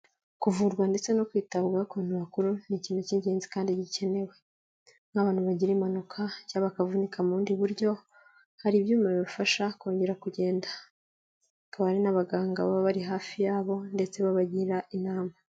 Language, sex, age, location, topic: Kinyarwanda, female, 18-24, Kigali, health